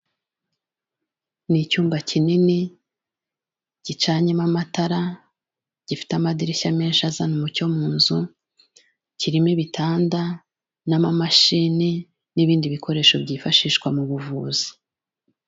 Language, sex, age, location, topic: Kinyarwanda, female, 36-49, Kigali, health